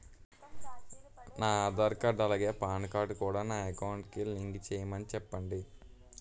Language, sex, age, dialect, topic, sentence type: Telugu, male, 18-24, Utterandhra, banking, question